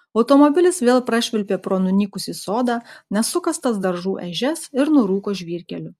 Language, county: Lithuanian, Klaipėda